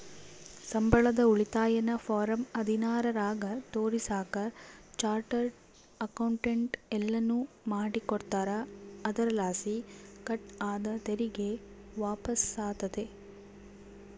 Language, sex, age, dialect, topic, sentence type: Kannada, female, 18-24, Central, banking, statement